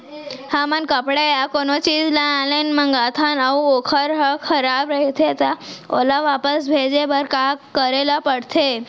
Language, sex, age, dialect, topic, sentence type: Chhattisgarhi, female, 18-24, Central, agriculture, question